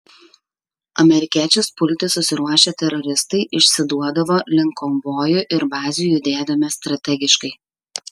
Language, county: Lithuanian, Kaunas